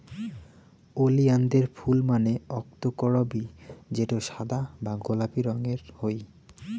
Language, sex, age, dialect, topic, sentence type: Bengali, male, 18-24, Rajbangshi, agriculture, statement